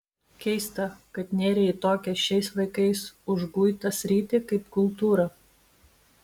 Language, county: Lithuanian, Vilnius